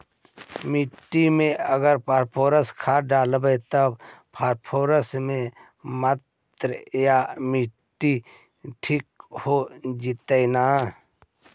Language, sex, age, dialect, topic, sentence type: Magahi, male, 41-45, Central/Standard, agriculture, question